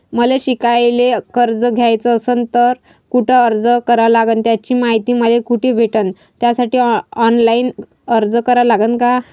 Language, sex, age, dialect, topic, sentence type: Marathi, female, 25-30, Varhadi, banking, question